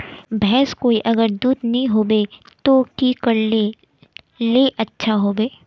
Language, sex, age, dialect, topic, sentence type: Magahi, male, 18-24, Northeastern/Surjapuri, agriculture, question